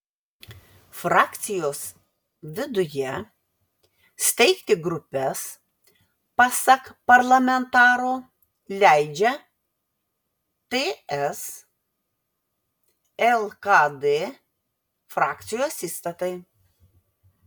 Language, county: Lithuanian, Vilnius